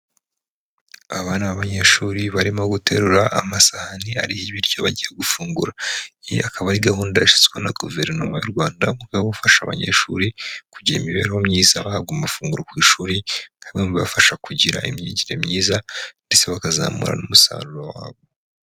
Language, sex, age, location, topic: Kinyarwanda, male, 25-35, Huye, education